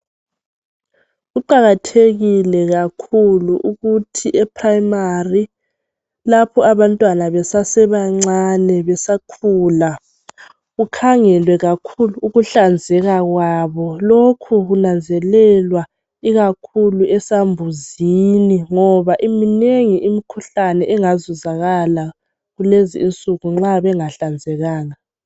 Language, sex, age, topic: North Ndebele, female, 18-24, education